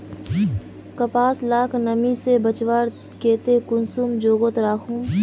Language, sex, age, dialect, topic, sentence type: Magahi, female, 18-24, Northeastern/Surjapuri, agriculture, question